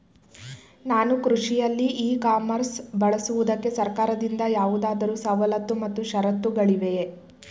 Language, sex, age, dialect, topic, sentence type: Kannada, female, 25-30, Mysore Kannada, agriculture, question